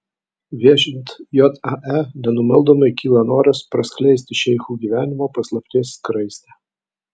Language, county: Lithuanian, Vilnius